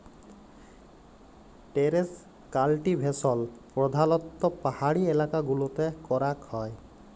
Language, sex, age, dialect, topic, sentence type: Bengali, male, 18-24, Jharkhandi, agriculture, statement